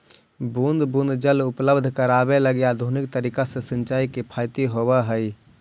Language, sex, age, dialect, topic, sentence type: Magahi, male, 25-30, Central/Standard, agriculture, statement